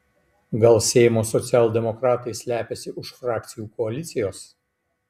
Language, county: Lithuanian, Kaunas